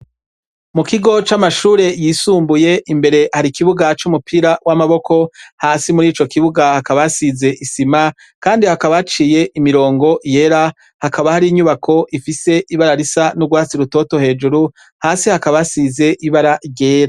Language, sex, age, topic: Rundi, male, 36-49, education